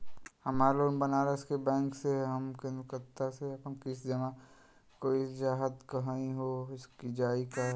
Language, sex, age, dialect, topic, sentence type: Bhojpuri, male, 18-24, Western, banking, question